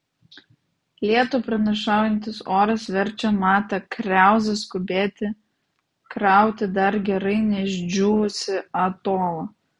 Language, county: Lithuanian, Vilnius